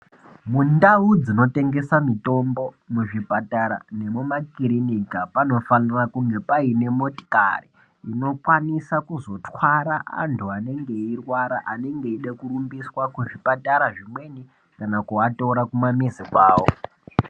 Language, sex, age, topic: Ndau, male, 18-24, health